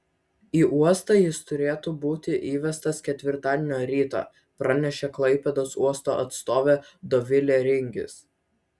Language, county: Lithuanian, Vilnius